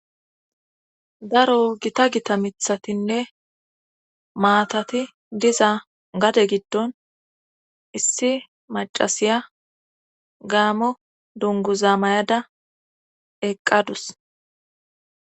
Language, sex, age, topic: Gamo, female, 25-35, government